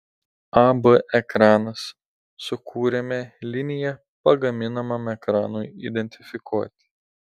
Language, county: Lithuanian, Telšiai